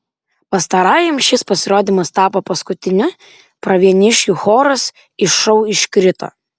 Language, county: Lithuanian, Vilnius